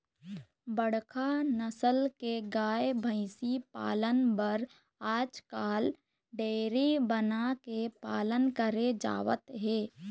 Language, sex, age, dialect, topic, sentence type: Chhattisgarhi, female, 51-55, Eastern, agriculture, statement